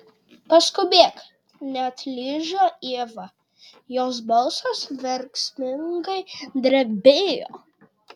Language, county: Lithuanian, Šiauliai